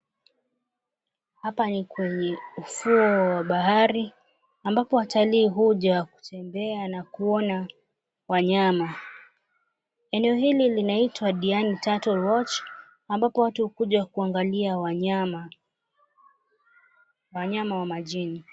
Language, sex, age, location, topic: Swahili, female, 25-35, Mombasa, government